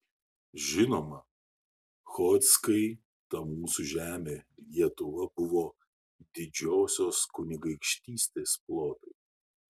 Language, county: Lithuanian, Šiauliai